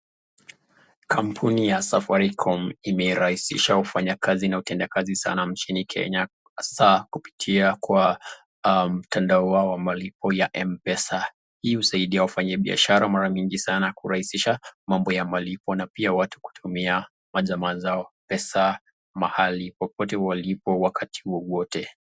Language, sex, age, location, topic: Swahili, male, 25-35, Nakuru, finance